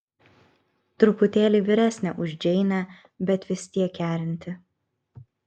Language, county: Lithuanian, Kaunas